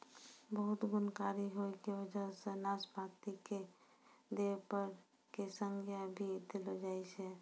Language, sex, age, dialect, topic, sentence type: Maithili, female, 60-100, Angika, agriculture, statement